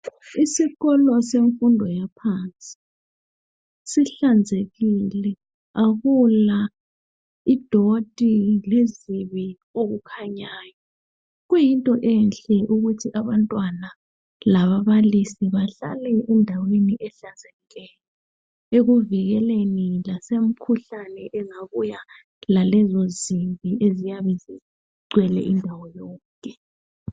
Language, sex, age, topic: North Ndebele, female, 25-35, education